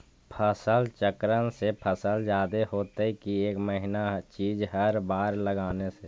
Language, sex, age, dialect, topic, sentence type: Magahi, male, 51-55, Central/Standard, agriculture, question